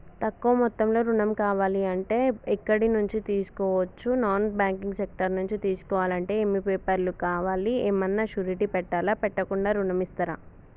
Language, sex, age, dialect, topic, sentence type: Telugu, female, 18-24, Telangana, banking, question